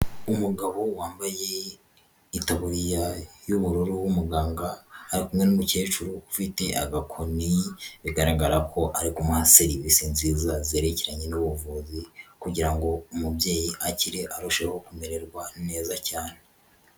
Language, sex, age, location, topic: Kinyarwanda, female, 18-24, Huye, health